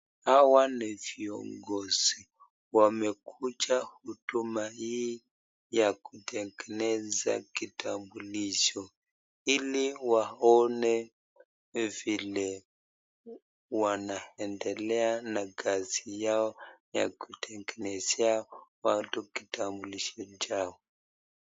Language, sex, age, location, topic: Swahili, male, 25-35, Nakuru, government